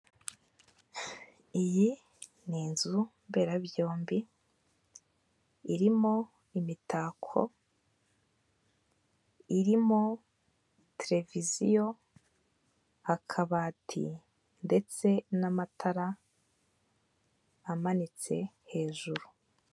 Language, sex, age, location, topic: Kinyarwanda, female, 18-24, Kigali, finance